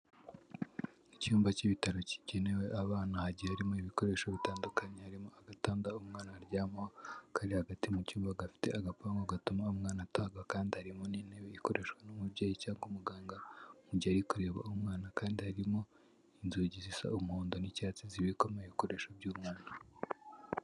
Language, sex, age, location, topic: Kinyarwanda, male, 18-24, Kigali, health